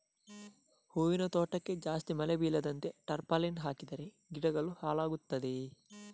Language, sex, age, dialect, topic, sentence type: Kannada, male, 31-35, Coastal/Dakshin, agriculture, question